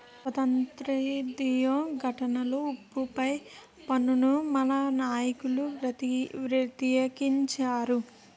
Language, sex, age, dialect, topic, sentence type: Telugu, female, 18-24, Utterandhra, banking, statement